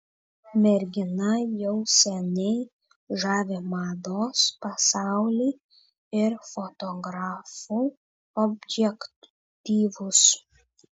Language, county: Lithuanian, Vilnius